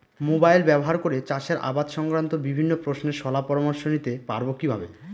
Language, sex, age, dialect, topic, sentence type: Bengali, male, 31-35, Northern/Varendri, agriculture, question